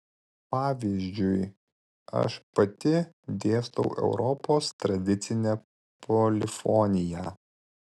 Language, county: Lithuanian, Vilnius